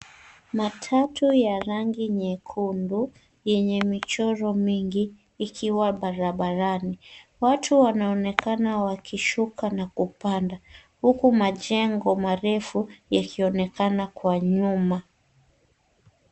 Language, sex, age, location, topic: Swahili, female, 25-35, Nairobi, government